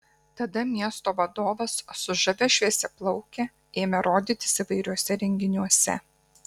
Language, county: Lithuanian, Kaunas